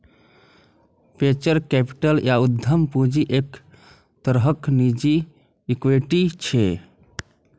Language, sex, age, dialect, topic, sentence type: Maithili, male, 25-30, Eastern / Thethi, banking, statement